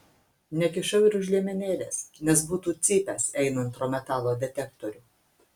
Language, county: Lithuanian, Kaunas